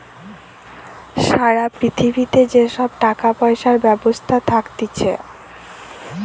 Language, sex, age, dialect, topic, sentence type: Bengali, female, 18-24, Western, banking, statement